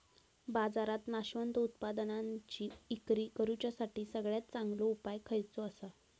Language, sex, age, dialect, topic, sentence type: Marathi, female, 18-24, Southern Konkan, agriculture, statement